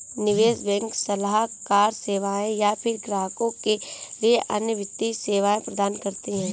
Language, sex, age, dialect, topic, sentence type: Hindi, female, 18-24, Kanauji Braj Bhasha, banking, statement